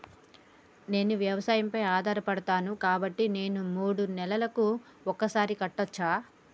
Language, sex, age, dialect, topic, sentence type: Telugu, female, 25-30, Telangana, banking, question